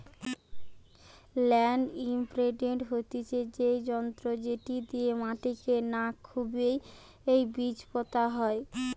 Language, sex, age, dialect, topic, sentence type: Bengali, female, 18-24, Western, agriculture, statement